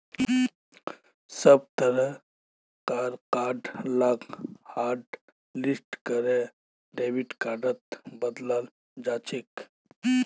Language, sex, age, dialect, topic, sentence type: Magahi, male, 25-30, Northeastern/Surjapuri, banking, statement